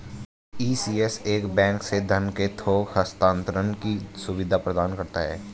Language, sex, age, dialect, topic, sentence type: Hindi, male, 18-24, Hindustani Malvi Khadi Boli, banking, statement